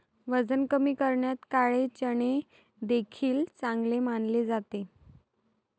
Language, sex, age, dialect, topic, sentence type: Marathi, female, 31-35, Varhadi, agriculture, statement